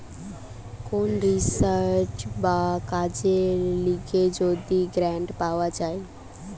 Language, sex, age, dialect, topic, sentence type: Bengali, female, 18-24, Western, banking, statement